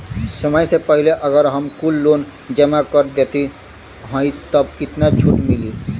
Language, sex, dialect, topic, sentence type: Bhojpuri, male, Western, banking, question